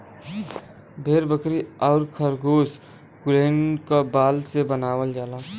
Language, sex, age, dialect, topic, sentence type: Bhojpuri, male, 18-24, Western, agriculture, statement